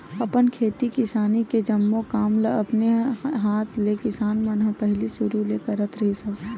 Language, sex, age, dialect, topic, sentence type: Chhattisgarhi, female, 18-24, Western/Budati/Khatahi, banking, statement